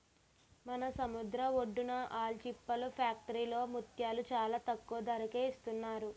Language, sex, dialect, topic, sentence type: Telugu, female, Utterandhra, agriculture, statement